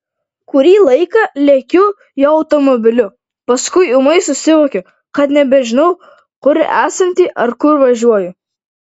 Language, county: Lithuanian, Vilnius